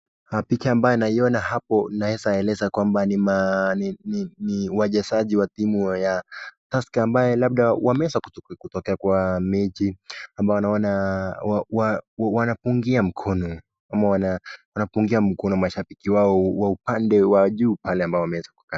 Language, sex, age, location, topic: Swahili, male, 18-24, Nakuru, government